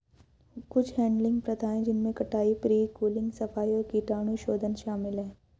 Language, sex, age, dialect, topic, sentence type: Hindi, female, 56-60, Hindustani Malvi Khadi Boli, agriculture, statement